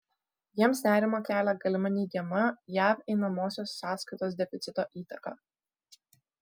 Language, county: Lithuanian, Kaunas